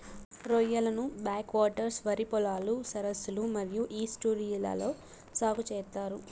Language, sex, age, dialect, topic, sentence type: Telugu, female, 18-24, Southern, agriculture, statement